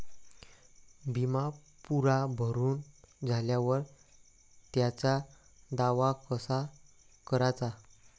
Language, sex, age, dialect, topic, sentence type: Marathi, male, 18-24, Varhadi, banking, question